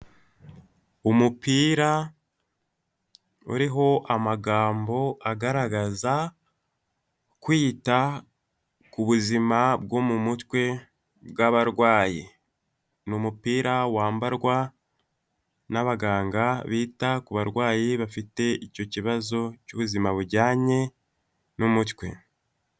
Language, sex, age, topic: Kinyarwanda, male, 18-24, health